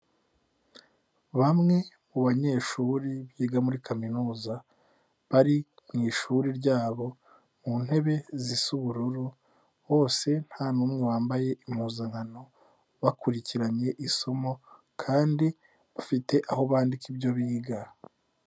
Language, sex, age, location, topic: Kinyarwanda, male, 18-24, Nyagatare, education